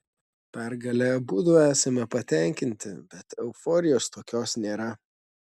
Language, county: Lithuanian, Šiauliai